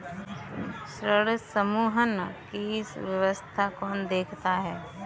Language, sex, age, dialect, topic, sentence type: Hindi, female, 18-24, Kanauji Braj Bhasha, banking, statement